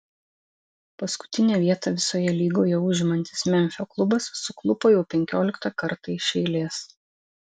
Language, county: Lithuanian, Vilnius